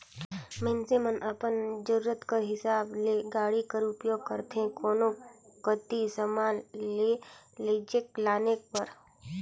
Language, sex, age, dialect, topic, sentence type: Chhattisgarhi, female, 25-30, Northern/Bhandar, agriculture, statement